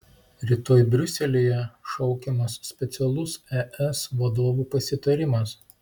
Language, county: Lithuanian, Klaipėda